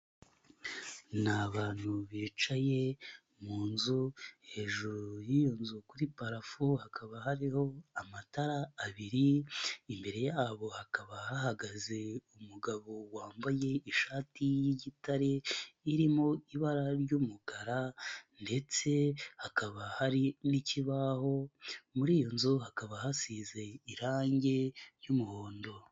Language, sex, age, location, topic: Kinyarwanda, male, 18-24, Nyagatare, health